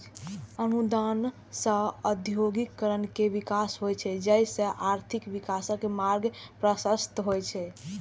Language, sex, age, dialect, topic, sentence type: Maithili, female, 46-50, Eastern / Thethi, banking, statement